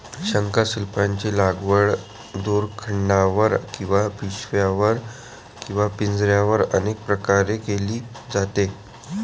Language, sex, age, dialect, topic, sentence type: Marathi, male, 18-24, Varhadi, agriculture, statement